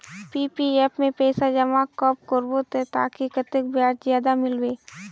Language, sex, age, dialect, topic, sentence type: Magahi, female, 18-24, Northeastern/Surjapuri, banking, question